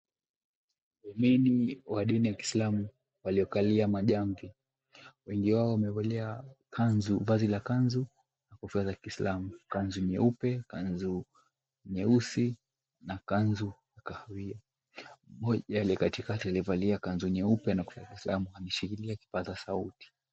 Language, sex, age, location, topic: Swahili, male, 18-24, Mombasa, government